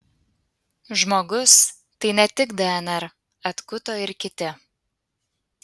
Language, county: Lithuanian, Panevėžys